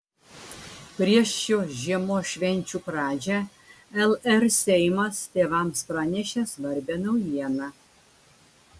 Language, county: Lithuanian, Klaipėda